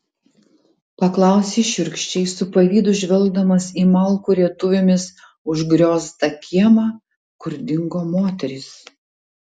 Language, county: Lithuanian, Tauragė